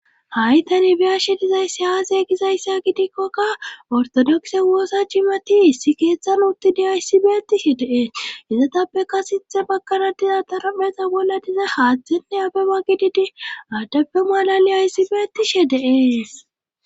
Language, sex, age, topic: Gamo, female, 25-35, government